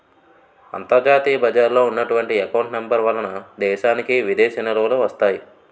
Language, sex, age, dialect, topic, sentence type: Telugu, male, 18-24, Utterandhra, banking, statement